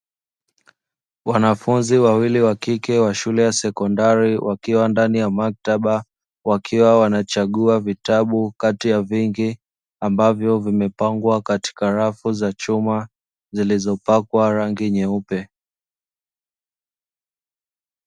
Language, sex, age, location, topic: Swahili, male, 25-35, Dar es Salaam, education